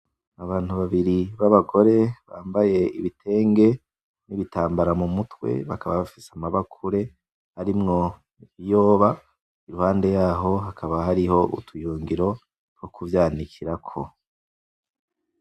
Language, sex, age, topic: Rundi, male, 25-35, agriculture